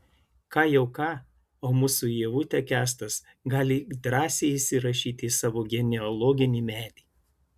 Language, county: Lithuanian, Klaipėda